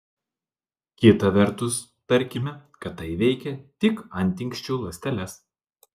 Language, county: Lithuanian, Klaipėda